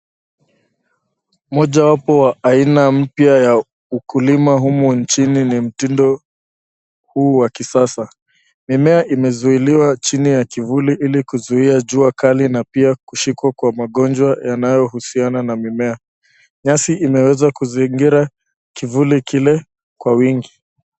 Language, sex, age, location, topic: Swahili, male, 25-35, Nairobi, agriculture